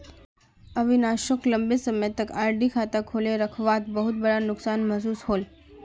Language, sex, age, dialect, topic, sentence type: Magahi, female, 25-30, Northeastern/Surjapuri, banking, statement